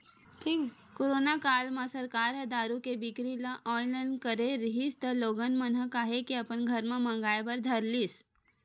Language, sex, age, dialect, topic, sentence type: Chhattisgarhi, female, 18-24, Western/Budati/Khatahi, banking, statement